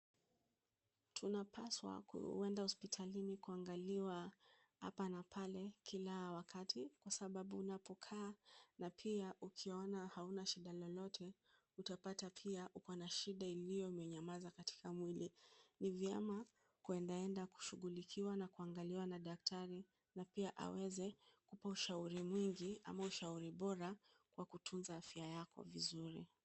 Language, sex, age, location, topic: Swahili, female, 25-35, Kisumu, health